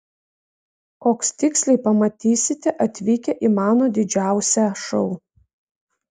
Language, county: Lithuanian, Vilnius